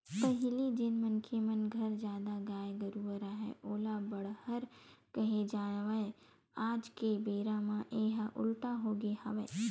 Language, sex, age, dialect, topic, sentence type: Chhattisgarhi, female, 18-24, Western/Budati/Khatahi, agriculture, statement